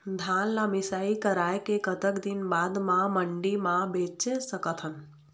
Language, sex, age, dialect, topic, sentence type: Chhattisgarhi, female, 25-30, Eastern, agriculture, question